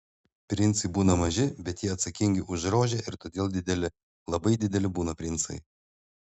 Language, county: Lithuanian, Panevėžys